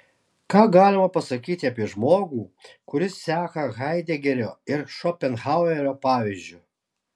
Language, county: Lithuanian, Alytus